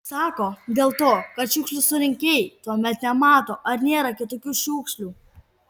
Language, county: Lithuanian, Kaunas